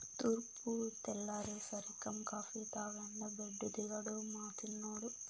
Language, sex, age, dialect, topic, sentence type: Telugu, female, 18-24, Southern, agriculture, statement